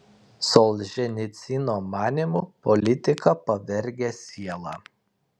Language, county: Lithuanian, Kaunas